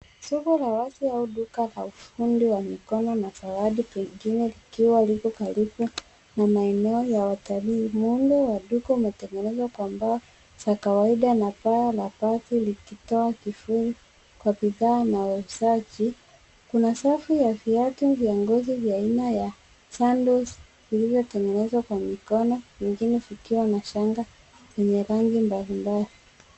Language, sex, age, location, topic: Swahili, female, 36-49, Nairobi, finance